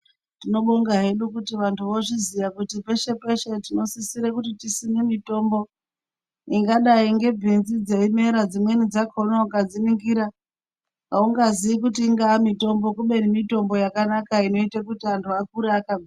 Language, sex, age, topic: Ndau, male, 36-49, health